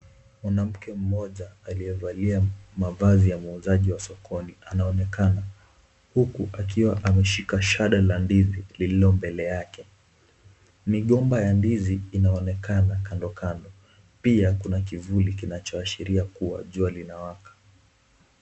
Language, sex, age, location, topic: Swahili, male, 18-24, Kisumu, agriculture